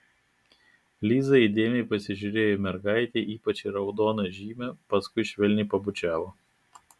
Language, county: Lithuanian, Klaipėda